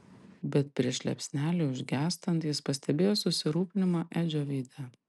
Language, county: Lithuanian, Panevėžys